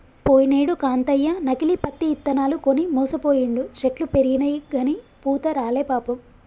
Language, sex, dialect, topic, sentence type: Telugu, female, Telangana, agriculture, statement